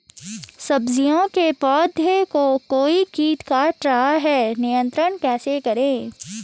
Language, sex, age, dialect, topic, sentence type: Hindi, female, 36-40, Garhwali, agriculture, question